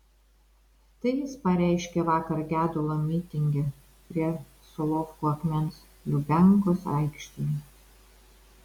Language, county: Lithuanian, Vilnius